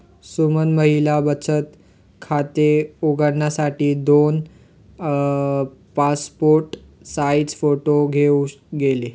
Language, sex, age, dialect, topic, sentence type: Marathi, male, 18-24, Northern Konkan, banking, statement